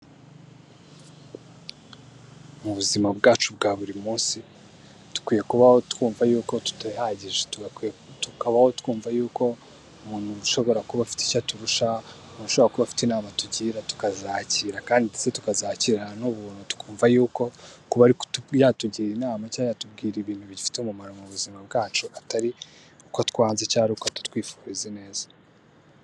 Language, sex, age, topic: Kinyarwanda, male, 18-24, education